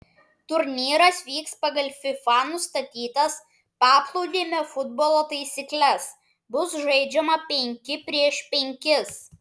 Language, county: Lithuanian, Klaipėda